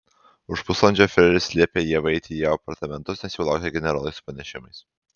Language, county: Lithuanian, Alytus